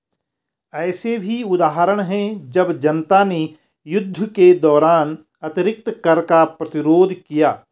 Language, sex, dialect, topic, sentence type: Hindi, male, Garhwali, banking, statement